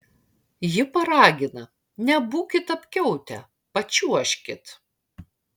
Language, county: Lithuanian, Marijampolė